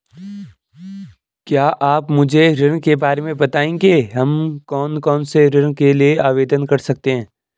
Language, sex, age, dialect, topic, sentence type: Hindi, male, 18-24, Garhwali, banking, question